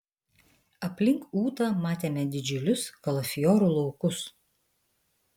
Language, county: Lithuanian, Vilnius